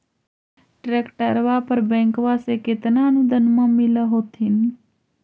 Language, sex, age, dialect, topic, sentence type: Magahi, female, 51-55, Central/Standard, agriculture, question